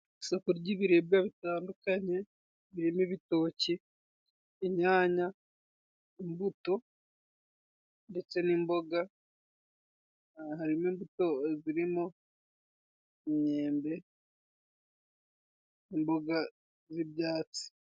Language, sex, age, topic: Kinyarwanda, male, 18-24, finance